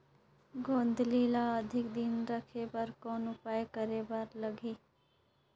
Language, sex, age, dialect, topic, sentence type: Chhattisgarhi, female, 25-30, Northern/Bhandar, agriculture, question